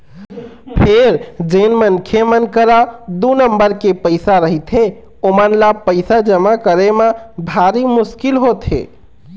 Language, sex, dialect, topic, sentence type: Chhattisgarhi, male, Eastern, banking, statement